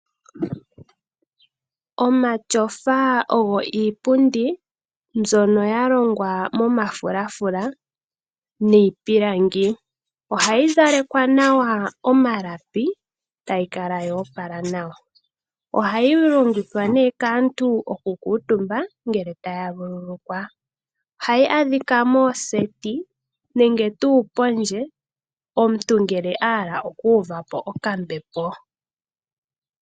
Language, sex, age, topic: Oshiwambo, female, 18-24, finance